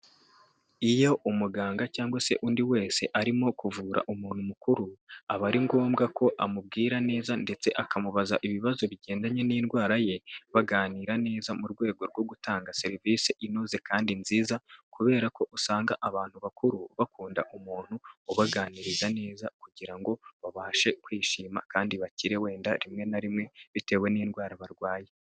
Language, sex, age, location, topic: Kinyarwanda, male, 18-24, Kigali, health